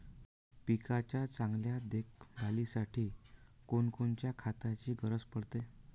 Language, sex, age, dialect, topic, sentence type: Marathi, male, 31-35, Varhadi, agriculture, question